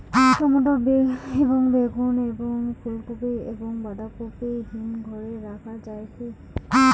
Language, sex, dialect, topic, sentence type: Bengali, female, Rajbangshi, agriculture, question